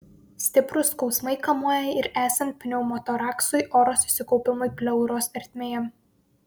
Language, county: Lithuanian, Vilnius